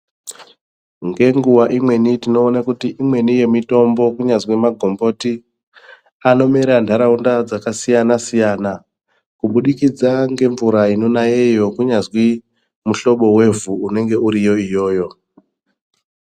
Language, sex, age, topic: Ndau, male, 25-35, health